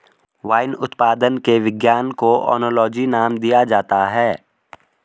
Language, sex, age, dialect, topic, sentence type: Hindi, male, 18-24, Garhwali, agriculture, statement